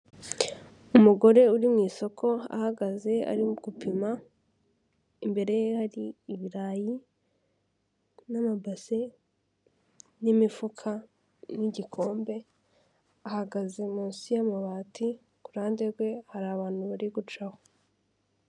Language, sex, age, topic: Kinyarwanda, female, 18-24, finance